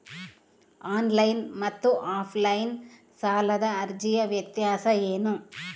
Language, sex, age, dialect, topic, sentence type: Kannada, female, 36-40, Central, banking, question